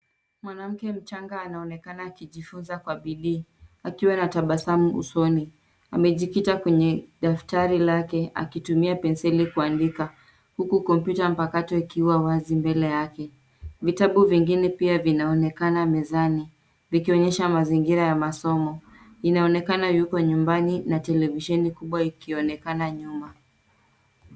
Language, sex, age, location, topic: Swahili, female, 36-49, Nairobi, education